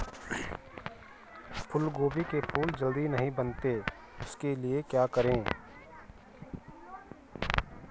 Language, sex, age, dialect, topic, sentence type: Hindi, male, 41-45, Garhwali, agriculture, question